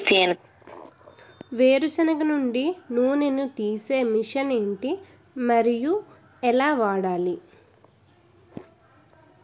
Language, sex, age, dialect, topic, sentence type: Telugu, female, 18-24, Utterandhra, agriculture, question